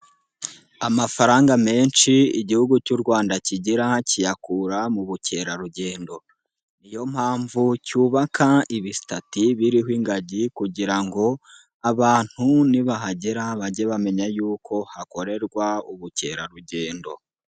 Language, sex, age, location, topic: Kinyarwanda, male, 18-24, Nyagatare, government